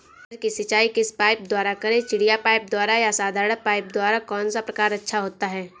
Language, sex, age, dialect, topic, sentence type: Hindi, female, 18-24, Awadhi Bundeli, agriculture, question